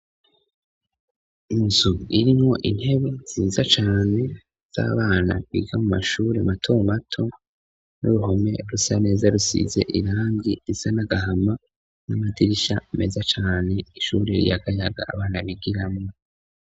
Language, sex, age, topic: Rundi, male, 25-35, education